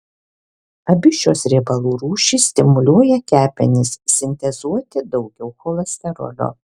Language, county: Lithuanian, Alytus